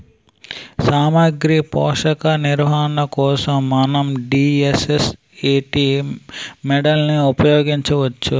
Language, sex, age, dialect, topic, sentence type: Telugu, male, 18-24, Utterandhra, agriculture, question